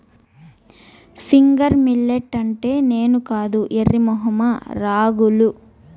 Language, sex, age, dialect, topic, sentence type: Telugu, female, 25-30, Southern, agriculture, statement